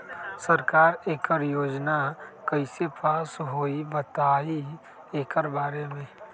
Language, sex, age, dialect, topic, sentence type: Magahi, male, 36-40, Western, agriculture, question